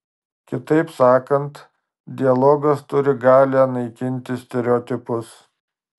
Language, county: Lithuanian, Marijampolė